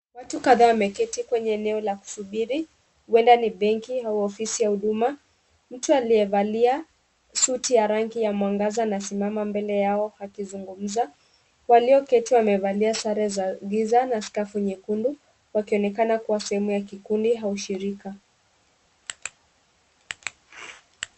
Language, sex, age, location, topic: Swahili, female, 25-35, Kisumu, government